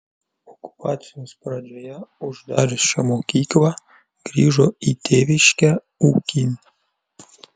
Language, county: Lithuanian, Vilnius